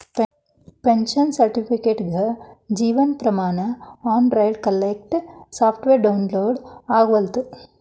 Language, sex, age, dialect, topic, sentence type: Kannada, female, 36-40, Dharwad Kannada, banking, statement